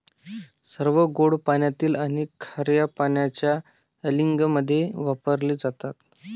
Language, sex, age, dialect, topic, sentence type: Marathi, male, 18-24, Varhadi, agriculture, statement